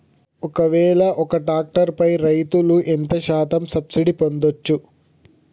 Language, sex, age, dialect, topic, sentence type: Telugu, male, 18-24, Telangana, agriculture, question